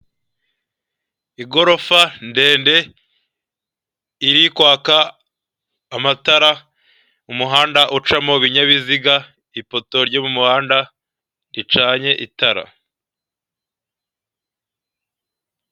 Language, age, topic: Kinyarwanda, 18-24, finance